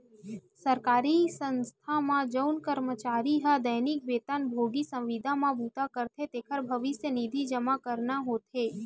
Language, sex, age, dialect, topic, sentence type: Chhattisgarhi, female, 25-30, Western/Budati/Khatahi, banking, statement